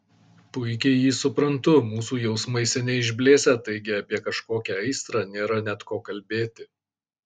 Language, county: Lithuanian, Kaunas